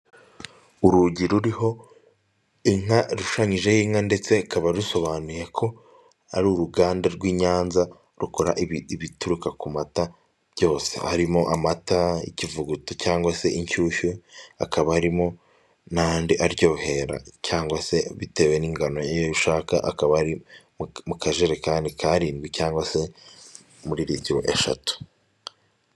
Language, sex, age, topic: Kinyarwanda, male, 18-24, finance